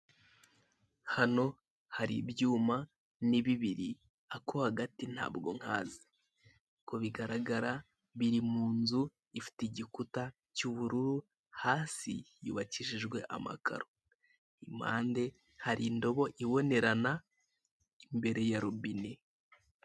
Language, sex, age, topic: Kinyarwanda, male, 18-24, finance